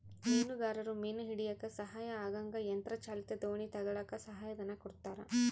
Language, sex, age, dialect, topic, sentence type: Kannada, female, 31-35, Central, agriculture, statement